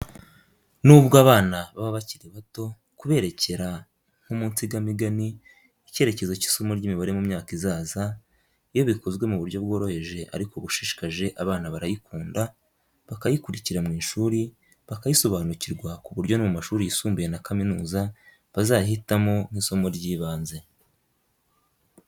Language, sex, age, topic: Kinyarwanda, male, 18-24, education